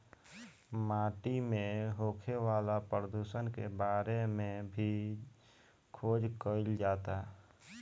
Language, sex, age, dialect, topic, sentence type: Bhojpuri, male, 18-24, Southern / Standard, agriculture, statement